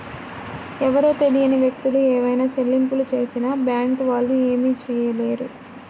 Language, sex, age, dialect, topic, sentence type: Telugu, female, 25-30, Central/Coastal, banking, statement